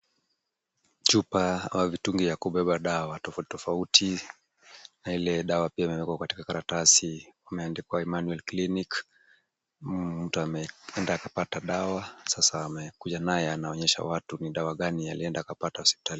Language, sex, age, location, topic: Swahili, male, 36-49, Kisumu, health